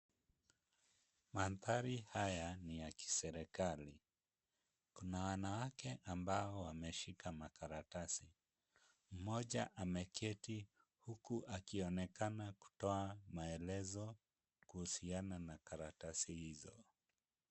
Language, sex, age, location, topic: Swahili, male, 25-35, Kisumu, government